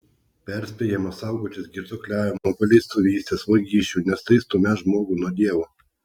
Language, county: Lithuanian, Klaipėda